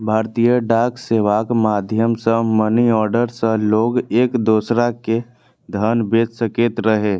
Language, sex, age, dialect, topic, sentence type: Maithili, male, 25-30, Eastern / Thethi, banking, statement